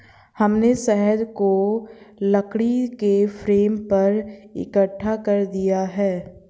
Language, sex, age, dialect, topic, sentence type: Hindi, female, 51-55, Hindustani Malvi Khadi Boli, agriculture, statement